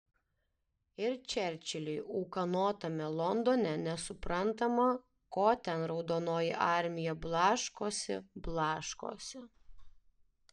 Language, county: Lithuanian, Alytus